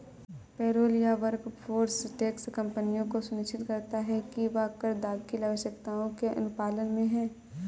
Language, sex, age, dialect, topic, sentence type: Hindi, female, 18-24, Awadhi Bundeli, banking, statement